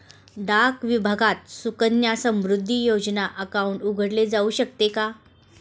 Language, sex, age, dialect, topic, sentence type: Marathi, female, 36-40, Standard Marathi, banking, question